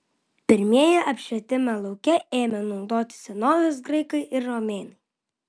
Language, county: Lithuanian, Vilnius